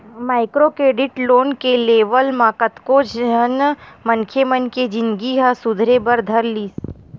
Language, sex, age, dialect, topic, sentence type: Chhattisgarhi, female, 25-30, Western/Budati/Khatahi, banking, statement